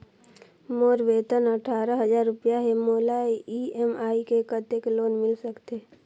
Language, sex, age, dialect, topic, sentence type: Chhattisgarhi, female, 41-45, Northern/Bhandar, banking, question